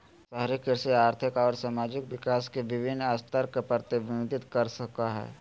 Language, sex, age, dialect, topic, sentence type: Magahi, male, 31-35, Southern, agriculture, statement